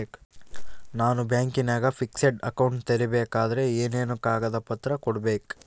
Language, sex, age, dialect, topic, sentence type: Kannada, male, 18-24, Central, banking, question